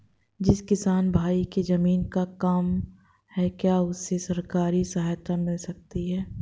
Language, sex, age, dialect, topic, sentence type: Hindi, female, 25-30, Marwari Dhudhari, agriculture, question